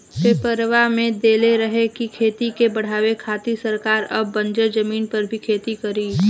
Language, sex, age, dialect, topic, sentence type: Bhojpuri, female, 25-30, Southern / Standard, agriculture, statement